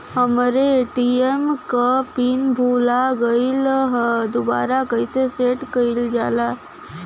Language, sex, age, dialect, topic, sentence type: Bhojpuri, female, 60-100, Western, banking, question